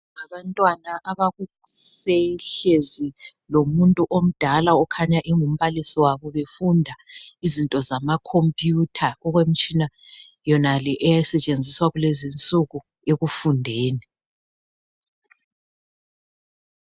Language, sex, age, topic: North Ndebele, male, 36-49, education